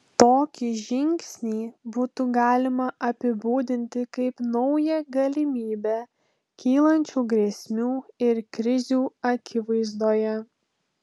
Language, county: Lithuanian, Telšiai